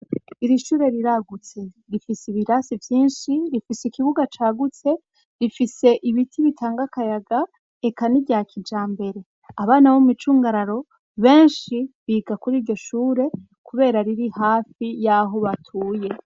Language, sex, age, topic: Rundi, female, 25-35, education